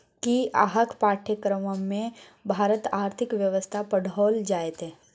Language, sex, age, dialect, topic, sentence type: Maithili, female, 18-24, Bajjika, banking, statement